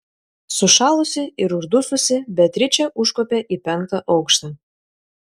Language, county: Lithuanian, Šiauliai